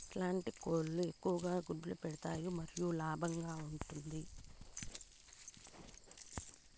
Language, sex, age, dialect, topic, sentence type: Telugu, female, 31-35, Southern, agriculture, question